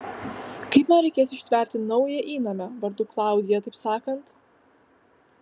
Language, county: Lithuanian, Vilnius